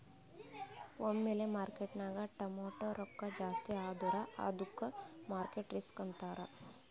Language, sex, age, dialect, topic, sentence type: Kannada, female, 18-24, Northeastern, banking, statement